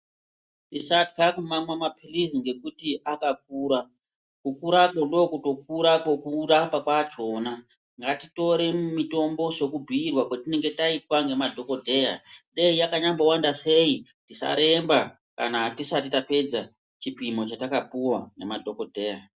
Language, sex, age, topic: Ndau, female, 36-49, health